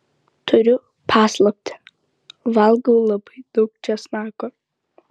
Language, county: Lithuanian, Vilnius